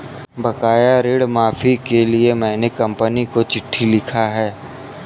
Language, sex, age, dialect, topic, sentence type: Hindi, male, 25-30, Kanauji Braj Bhasha, banking, statement